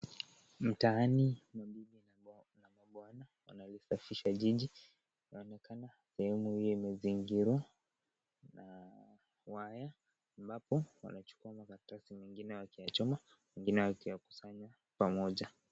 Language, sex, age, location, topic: Swahili, male, 18-24, Kisii, health